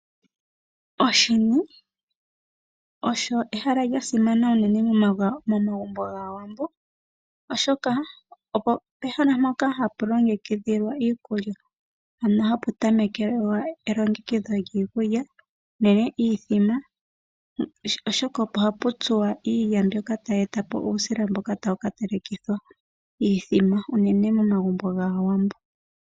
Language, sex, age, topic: Oshiwambo, female, 18-24, agriculture